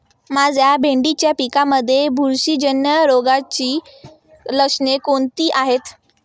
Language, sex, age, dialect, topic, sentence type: Marathi, female, 18-24, Standard Marathi, agriculture, question